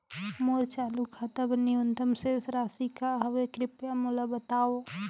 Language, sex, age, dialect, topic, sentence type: Chhattisgarhi, female, 18-24, Northern/Bhandar, banking, statement